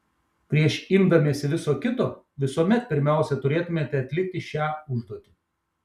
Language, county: Lithuanian, Šiauliai